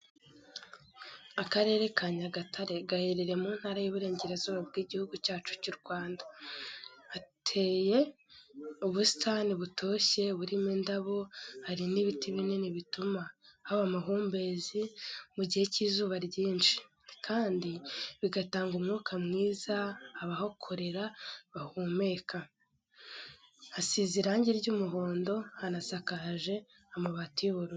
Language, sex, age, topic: Kinyarwanda, female, 18-24, education